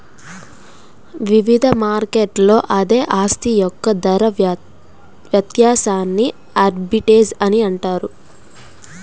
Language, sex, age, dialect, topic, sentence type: Telugu, female, 18-24, Central/Coastal, banking, statement